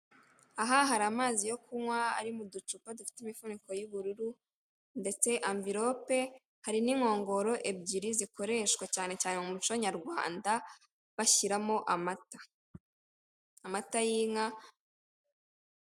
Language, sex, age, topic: Kinyarwanda, female, 18-24, finance